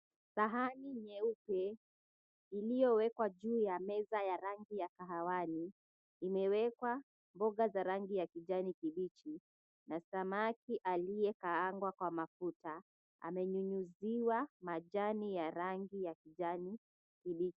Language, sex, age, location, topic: Swahili, female, 25-35, Mombasa, agriculture